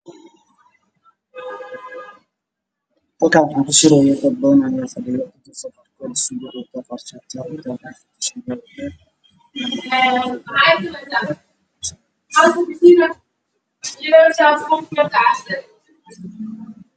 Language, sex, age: Somali, male, 25-35